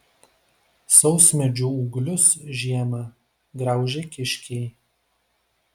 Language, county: Lithuanian, Vilnius